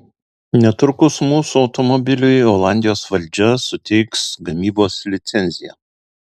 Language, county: Lithuanian, Alytus